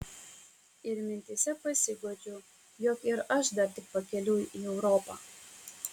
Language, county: Lithuanian, Kaunas